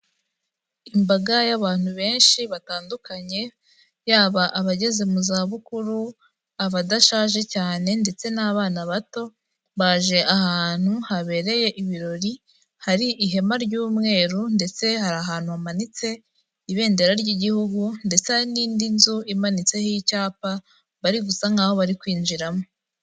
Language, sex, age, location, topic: Kinyarwanda, female, 18-24, Kigali, health